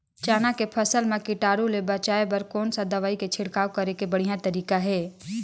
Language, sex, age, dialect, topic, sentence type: Chhattisgarhi, female, 25-30, Northern/Bhandar, agriculture, question